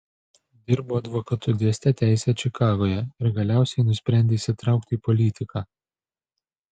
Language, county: Lithuanian, Panevėžys